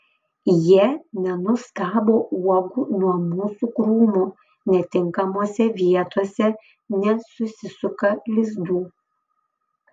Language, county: Lithuanian, Panevėžys